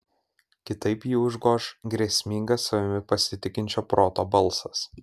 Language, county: Lithuanian, Kaunas